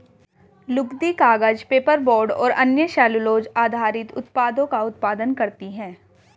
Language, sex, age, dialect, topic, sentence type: Hindi, female, 18-24, Hindustani Malvi Khadi Boli, agriculture, statement